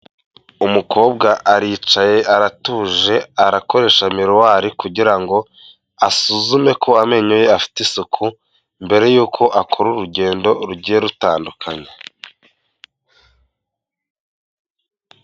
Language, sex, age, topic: Kinyarwanda, male, 18-24, health